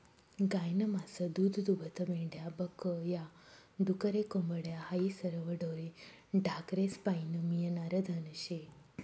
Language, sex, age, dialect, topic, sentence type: Marathi, female, 36-40, Northern Konkan, agriculture, statement